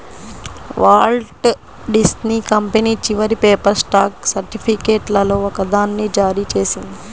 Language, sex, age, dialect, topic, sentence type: Telugu, female, 36-40, Central/Coastal, banking, statement